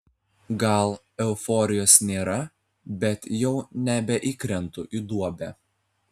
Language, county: Lithuanian, Telšiai